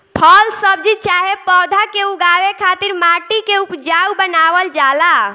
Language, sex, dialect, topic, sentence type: Bhojpuri, female, Southern / Standard, agriculture, statement